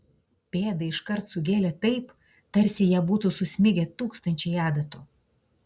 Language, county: Lithuanian, Klaipėda